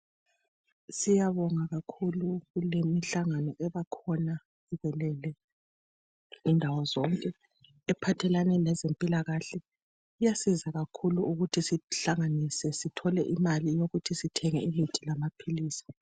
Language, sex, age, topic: North Ndebele, female, 36-49, health